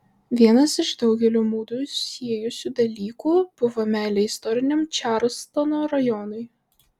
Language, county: Lithuanian, Vilnius